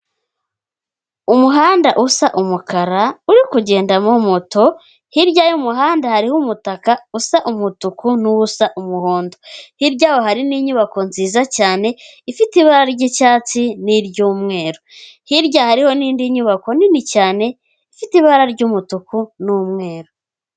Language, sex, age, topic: Kinyarwanda, female, 18-24, government